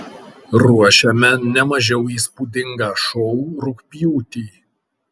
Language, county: Lithuanian, Kaunas